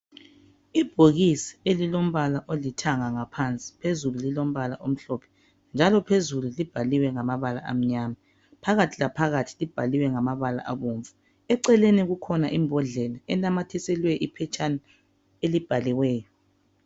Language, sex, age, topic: North Ndebele, male, 36-49, health